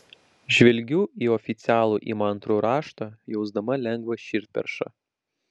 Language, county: Lithuanian, Vilnius